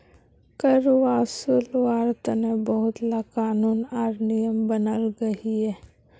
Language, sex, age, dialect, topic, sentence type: Magahi, female, 51-55, Northeastern/Surjapuri, banking, statement